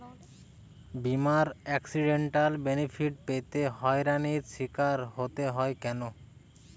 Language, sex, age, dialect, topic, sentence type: Bengali, male, 25-30, Western, banking, question